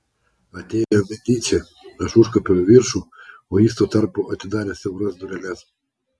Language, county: Lithuanian, Klaipėda